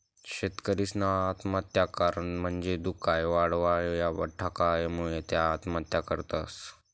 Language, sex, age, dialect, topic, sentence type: Marathi, male, 18-24, Northern Konkan, agriculture, statement